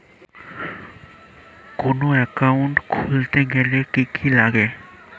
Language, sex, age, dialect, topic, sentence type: Bengali, male, <18, Standard Colloquial, banking, question